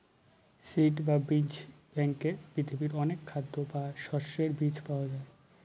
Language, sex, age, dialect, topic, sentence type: Bengali, male, 18-24, Northern/Varendri, agriculture, statement